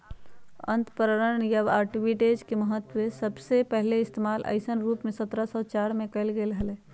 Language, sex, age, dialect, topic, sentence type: Magahi, female, 31-35, Western, banking, statement